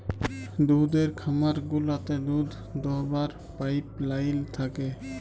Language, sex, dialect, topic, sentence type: Bengali, male, Jharkhandi, agriculture, statement